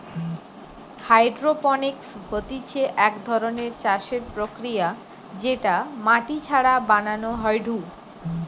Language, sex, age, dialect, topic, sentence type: Bengali, female, 25-30, Western, agriculture, statement